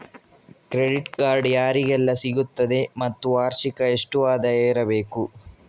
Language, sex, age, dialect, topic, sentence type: Kannada, male, 36-40, Coastal/Dakshin, banking, question